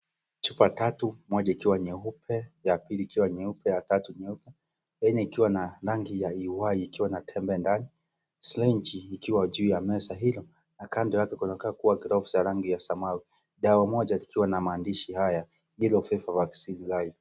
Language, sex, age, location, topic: Swahili, male, 36-49, Kisii, health